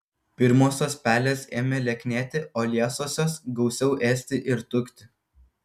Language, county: Lithuanian, Kaunas